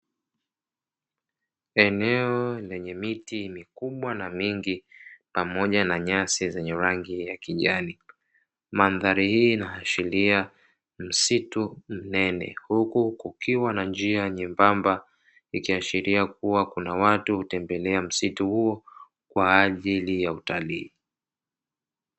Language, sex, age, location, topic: Swahili, male, 25-35, Dar es Salaam, agriculture